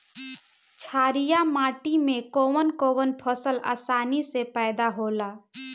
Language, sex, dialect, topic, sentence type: Bhojpuri, female, Northern, agriculture, question